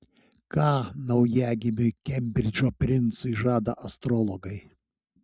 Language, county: Lithuanian, Šiauliai